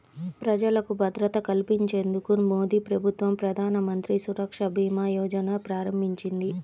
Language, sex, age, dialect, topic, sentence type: Telugu, female, 31-35, Central/Coastal, banking, statement